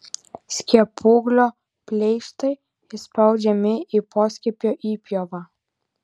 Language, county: Lithuanian, Vilnius